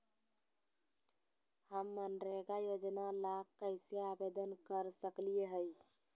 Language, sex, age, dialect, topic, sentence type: Magahi, female, 60-100, Southern, banking, question